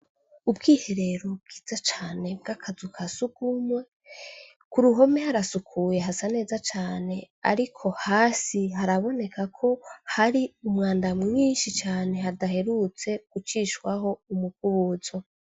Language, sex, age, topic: Rundi, female, 25-35, education